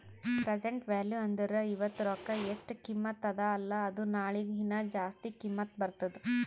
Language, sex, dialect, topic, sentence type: Kannada, female, Northeastern, banking, statement